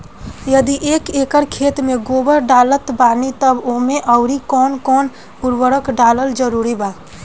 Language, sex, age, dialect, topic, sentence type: Bhojpuri, female, 18-24, Southern / Standard, agriculture, question